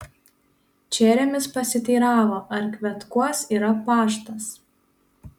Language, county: Lithuanian, Panevėžys